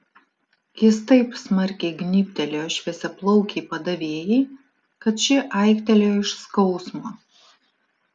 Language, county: Lithuanian, Alytus